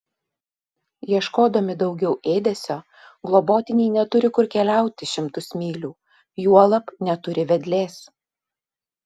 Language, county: Lithuanian, Utena